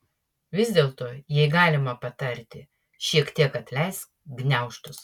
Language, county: Lithuanian, Utena